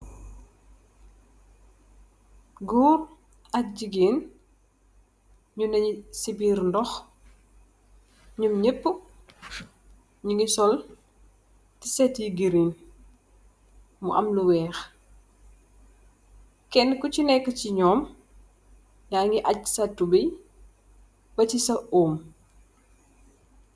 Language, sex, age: Wolof, female, 25-35